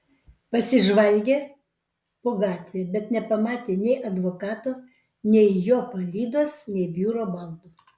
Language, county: Lithuanian, Vilnius